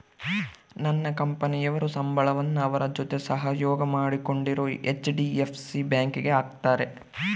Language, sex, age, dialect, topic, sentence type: Kannada, male, 18-24, Central, banking, statement